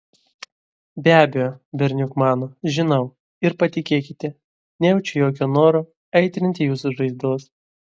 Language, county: Lithuanian, Vilnius